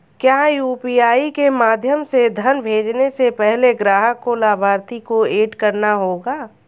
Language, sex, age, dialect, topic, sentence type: Hindi, female, 31-35, Hindustani Malvi Khadi Boli, banking, question